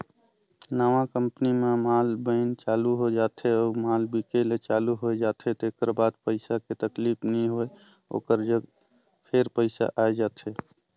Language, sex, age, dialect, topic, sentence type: Chhattisgarhi, male, 25-30, Northern/Bhandar, banking, statement